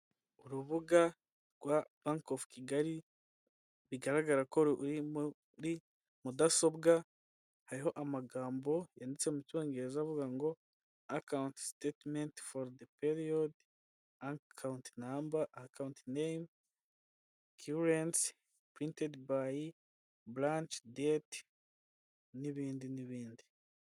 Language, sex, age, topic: Kinyarwanda, male, 18-24, finance